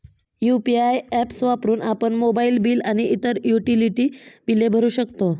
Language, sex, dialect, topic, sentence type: Marathi, female, Standard Marathi, banking, statement